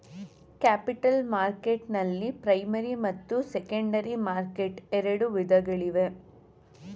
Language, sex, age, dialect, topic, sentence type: Kannada, female, 18-24, Mysore Kannada, banking, statement